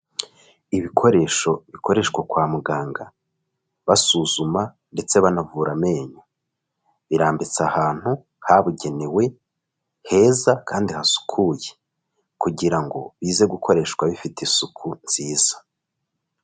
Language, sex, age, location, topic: Kinyarwanda, male, 25-35, Kigali, health